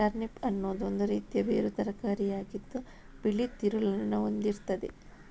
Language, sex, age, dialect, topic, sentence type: Kannada, female, 60-100, Coastal/Dakshin, agriculture, statement